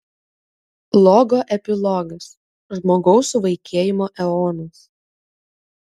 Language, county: Lithuanian, Kaunas